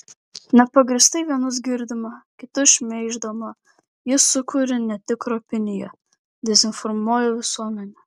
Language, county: Lithuanian, Vilnius